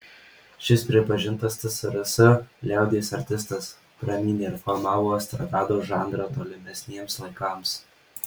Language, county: Lithuanian, Marijampolė